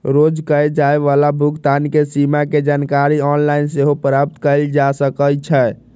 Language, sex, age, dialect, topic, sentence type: Magahi, male, 18-24, Western, banking, statement